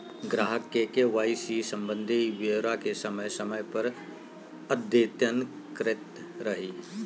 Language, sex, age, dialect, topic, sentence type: Magahi, male, 36-40, Southern, banking, statement